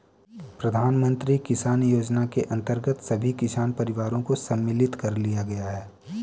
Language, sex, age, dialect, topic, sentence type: Hindi, male, 18-24, Kanauji Braj Bhasha, agriculture, statement